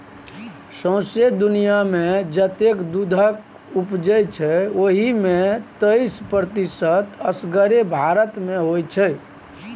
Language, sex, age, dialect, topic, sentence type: Maithili, male, 56-60, Bajjika, agriculture, statement